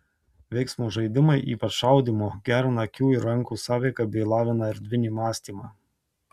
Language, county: Lithuanian, Tauragė